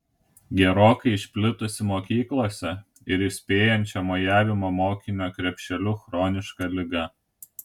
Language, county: Lithuanian, Kaunas